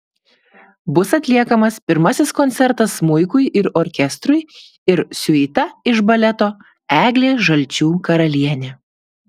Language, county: Lithuanian, Klaipėda